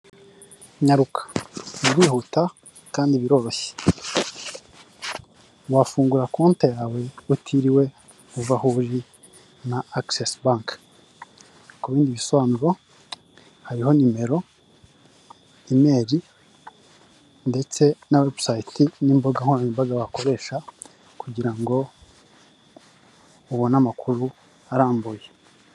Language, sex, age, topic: Kinyarwanda, male, 18-24, finance